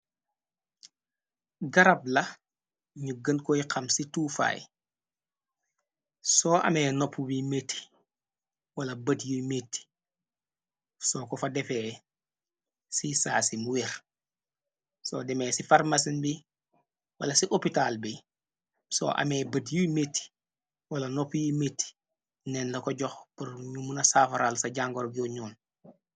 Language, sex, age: Wolof, male, 25-35